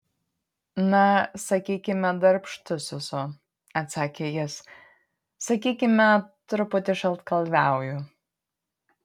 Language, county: Lithuanian, Panevėžys